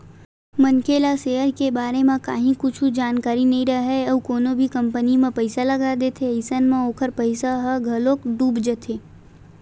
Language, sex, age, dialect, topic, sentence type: Chhattisgarhi, female, 18-24, Western/Budati/Khatahi, banking, statement